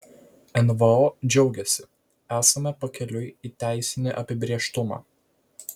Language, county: Lithuanian, Vilnius